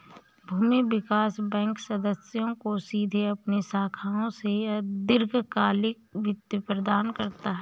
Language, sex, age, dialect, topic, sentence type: Hindi, female, 31-35, Awadhi Bundeli, banking, statement